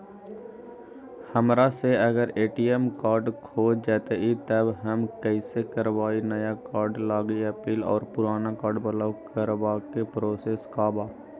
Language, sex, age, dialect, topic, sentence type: Magahi, male, 18-24, Western, banking, question